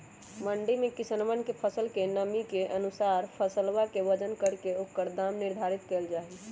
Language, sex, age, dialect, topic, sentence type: Magahi, female, 18-24, Western, agriculture, statement